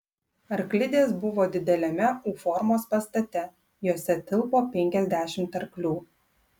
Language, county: Lithuanian, Klaipėda